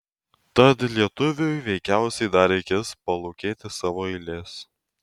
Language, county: Lithuanian, Tauragė